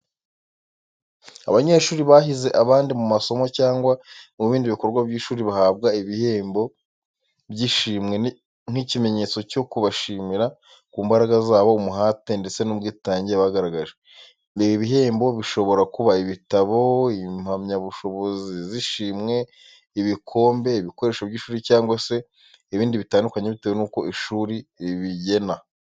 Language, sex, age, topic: Kinyarwanda, male, 25-35, education